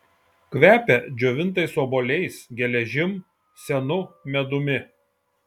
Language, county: Lithuanian, Šiauliai